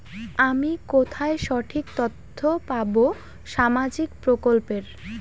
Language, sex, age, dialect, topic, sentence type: Bengali, female, <18, Rajbangshi, banking, question